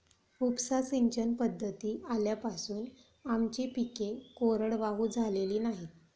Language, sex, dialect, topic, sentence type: Marathi, female, Standard Marathi, agriculture, statement